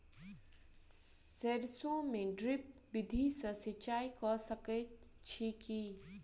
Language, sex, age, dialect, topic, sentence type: Maithili, female, 18-24, Southern/Standard, agriculture, question